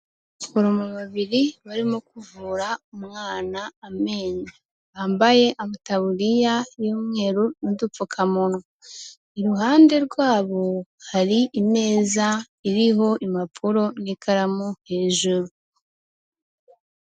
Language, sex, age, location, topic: Kinyarwanda, female, 25-35, Kigali, health